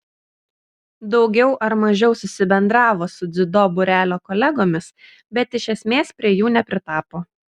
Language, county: Lithuanian, Kaunas